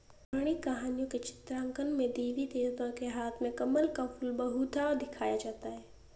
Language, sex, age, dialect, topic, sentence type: Hindi, female, 18-24, Marwari Dhudhari, agriculture, statement